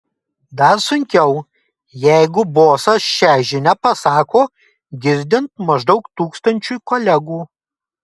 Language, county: Lithuanian, Kaunas